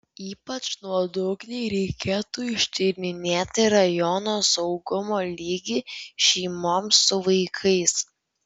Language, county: Lithuanian, Vilnius